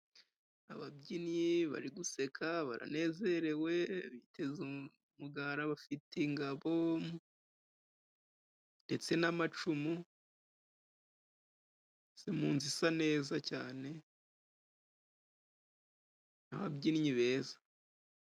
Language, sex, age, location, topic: Kinyarwanda, male, 25-35, Musanze, government